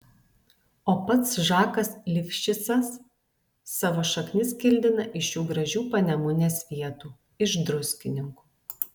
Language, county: Lithuanian, Alytus